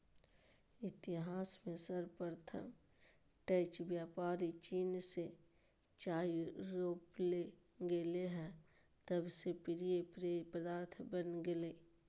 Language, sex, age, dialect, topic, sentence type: Magahi, female, 25-30, Southern, agriculture, statement